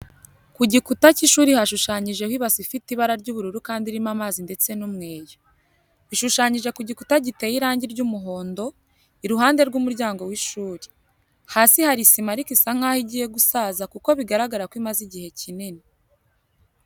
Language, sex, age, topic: Kinyarwanda, female, 18-24, education